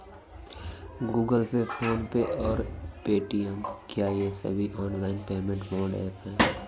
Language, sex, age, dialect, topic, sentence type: Hindi, male, 18-24, Awadhi Bundeli, banking, question